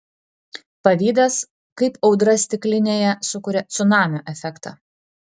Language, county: Lithuanian, Klaipėda